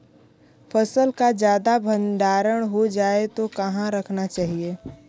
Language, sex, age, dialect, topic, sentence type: Hindi, female, 25-30, Kanauji Braj Bhasha, agriculture, question